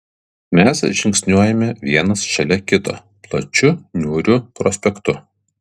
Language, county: Lithuanian, Kaunas